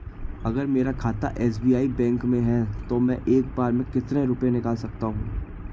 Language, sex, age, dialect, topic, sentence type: Hindi, male, 25-30, Marwari Dhudhari, banking, question